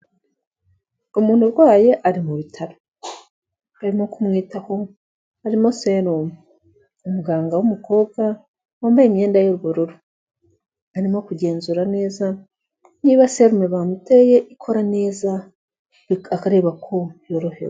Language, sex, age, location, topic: Kinyarwanda, female, 36-49, Kigali, health